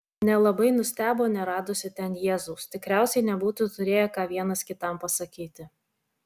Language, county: Lithuanian, Vilnius